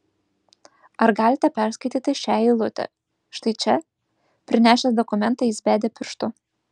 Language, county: Lithuanian, Vilnius